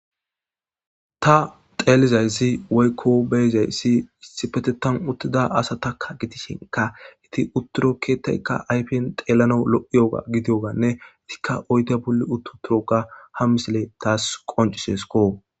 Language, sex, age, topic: Gamo, male, 25-35, government